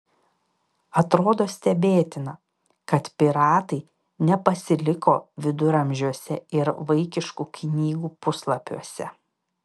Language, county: Lithuanian, Panevėžys